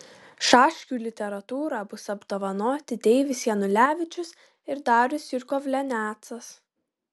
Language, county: Lithuanian, Kaunas